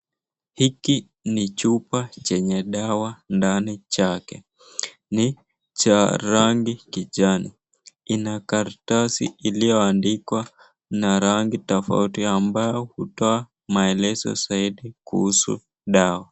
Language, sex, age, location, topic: Swahili, male, 18-24, Nakuru, health